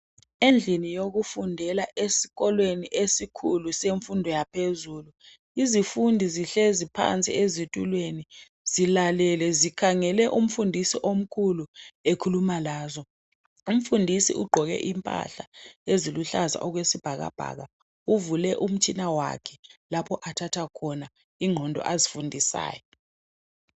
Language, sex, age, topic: North Ndebele, male, 36-49, education